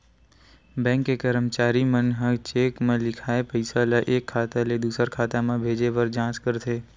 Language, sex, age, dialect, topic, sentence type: Chhattisgarhi, male, 18-24, Western/Budati/Khatahi, banking, statement